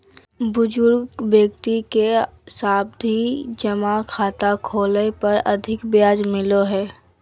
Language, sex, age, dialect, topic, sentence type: Magahi, female, 18-24, Southern, banking, statement